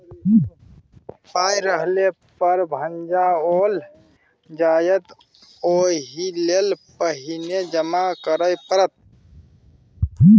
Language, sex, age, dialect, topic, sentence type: Maithili, male, 25-30, Bajjika, banking, statement